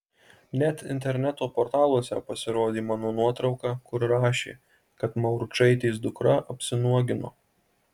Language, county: Lithuanian, Marijampolė